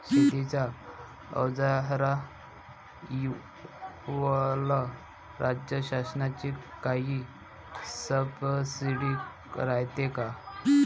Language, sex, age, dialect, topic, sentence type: Marathi, male, 25-30, Varhadi, agriculture, question